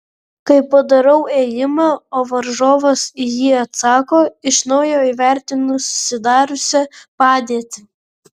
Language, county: Lithuanian, Vilnius